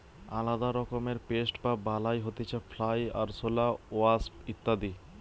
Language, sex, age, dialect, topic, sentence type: Bengali, male, 18-24, Western, agriculture, statement